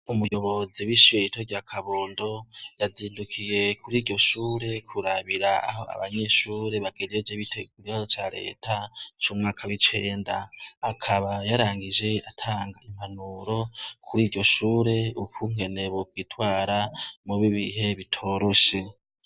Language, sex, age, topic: Rundi, male, 18-24, education